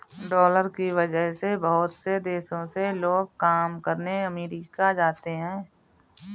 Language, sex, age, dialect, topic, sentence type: Hindi, female, 31-35, Marwari Dhudhari, banking, statement